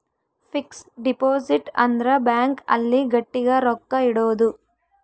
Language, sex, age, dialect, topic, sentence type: Kannada, female, 18-24, Central, banking, statement